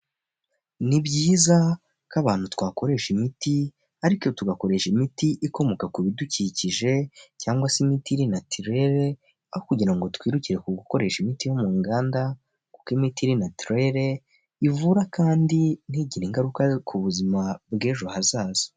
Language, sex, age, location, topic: Kinyarwanda, male, 18-24, Huye, health